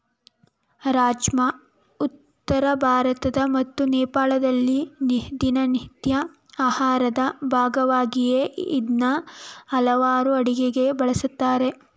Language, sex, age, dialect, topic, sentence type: Kannada, female, 18-24, Mysore Kannada, agriculture, statement